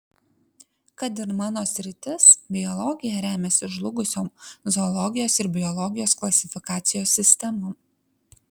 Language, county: Lithuanian, Kaunas